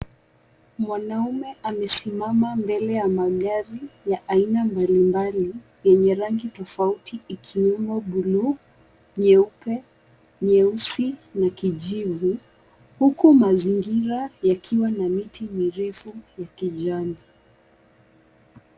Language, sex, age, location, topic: Swahili, female, 18-24, Nairobi, finance